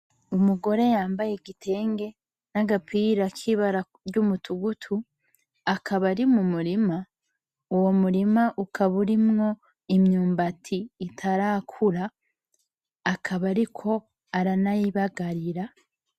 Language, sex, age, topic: Rundi, female, 25-35, agriculture